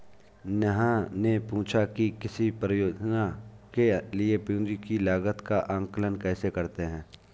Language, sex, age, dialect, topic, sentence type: Hindi, male, 25-30, Awadhi Bundeli, banking, statement